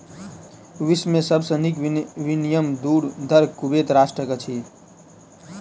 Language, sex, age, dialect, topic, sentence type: Maithili, male, 18-24, Southern/Standard, banking, statement